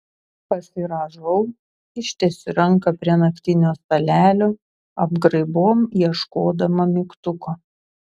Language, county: Lithuanian, Šiauliai